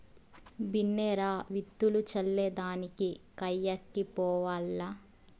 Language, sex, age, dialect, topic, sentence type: Telugu, female, 18-24, Southern, agriculture, statement